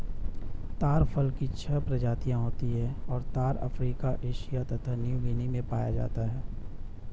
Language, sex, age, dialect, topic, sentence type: Hindi, male, 31-35, Hindustani Malvi Khadi Boli, agriculture, statement